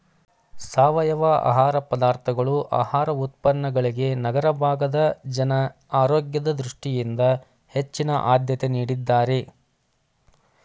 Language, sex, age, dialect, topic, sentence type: Kannada, male, 25-30, Mysore Kannada, agriculture, statement